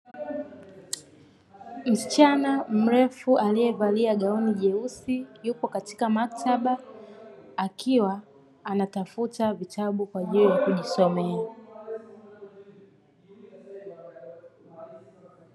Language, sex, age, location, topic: Swahili, female, 18-24, Dar es Salaam, education